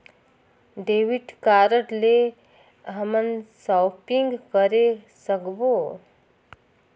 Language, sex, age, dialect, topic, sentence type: Chhattisgarhi, female, 36-40, Northern/Bhandar, banking, question